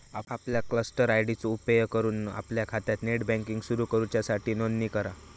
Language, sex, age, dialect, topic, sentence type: Marathi, male, 18-24, Southern Konkan, banking, statement